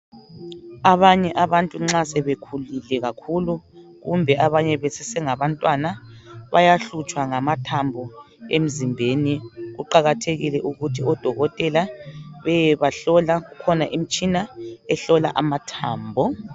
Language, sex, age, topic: North Ndebele, male, 25-35, health